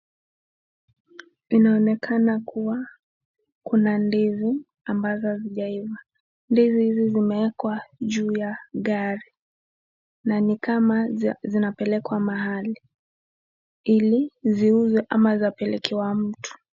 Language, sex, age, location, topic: Swahili, female, 18-24, Nakuru, agriculture